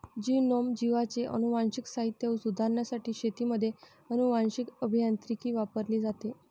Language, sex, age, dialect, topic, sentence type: Marathi, female, 60-100, Northern Konkan, agriculture, statement